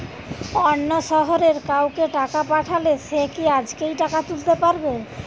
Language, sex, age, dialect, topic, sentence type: Bengali, female, 25-30, Western, banking, question